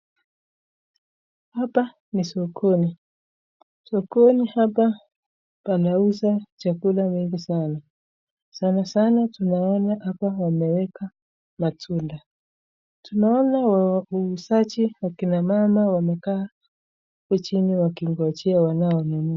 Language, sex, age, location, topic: Swahili, female, 36-49, Nakuru, finance